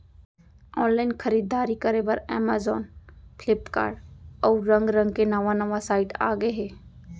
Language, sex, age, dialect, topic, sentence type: Chhattisgarhi, female, 18-24, Central, banking, statement